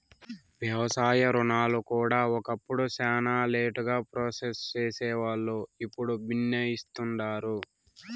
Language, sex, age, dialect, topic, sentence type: Telugu, male, 18-24, Southern, banking, statement